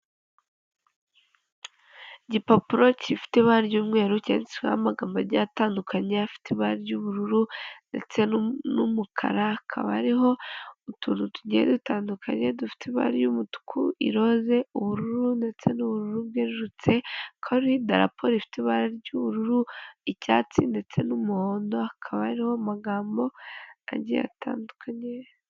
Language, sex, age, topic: Kinyarwanda, male, 25-35, government